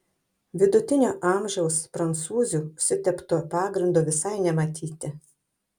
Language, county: Lithuanian, Kaunas